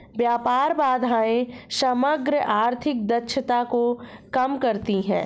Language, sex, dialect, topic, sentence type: Hindi, female, Marwari Dhudhari, banking, statement